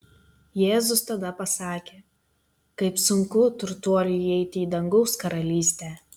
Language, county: Lithuanian, Telšiai